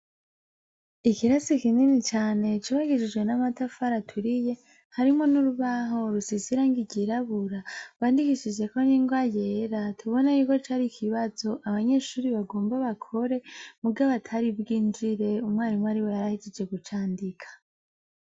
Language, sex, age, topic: Rundi, female, 25-35, education